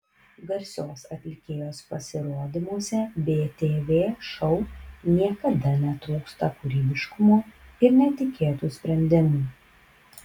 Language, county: Lithuanian, Kaunas